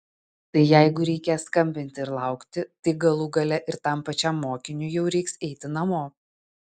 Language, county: Lithuanian, Utena